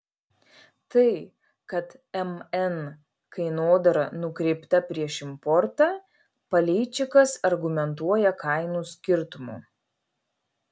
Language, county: Lithuanian, Vilnius